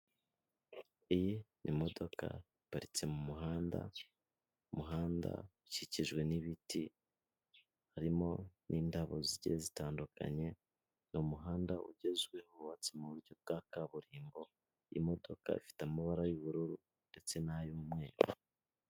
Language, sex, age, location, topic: Kinyarwanda, male, 25-35, Kigali, government